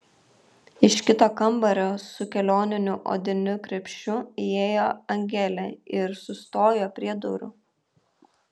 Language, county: Lithuanian, Kaunas